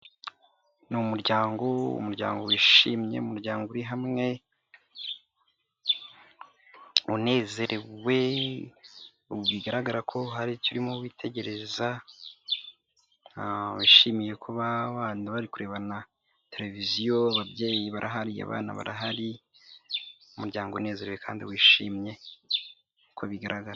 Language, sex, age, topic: Kinyarwanda, male, 18-24, health